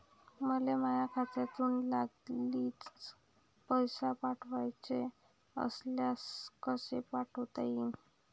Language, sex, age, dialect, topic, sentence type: Marathi, female, 18-24, Varhadi, banking, question